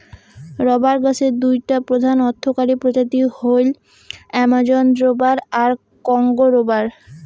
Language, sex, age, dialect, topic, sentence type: Bengali, female, 18-24, Rajbangshi, agriculture, statement